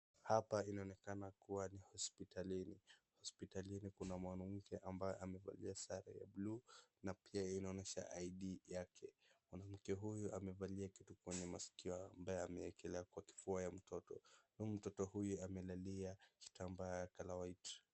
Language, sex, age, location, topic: Swahili, male, 25-35, Wajir, health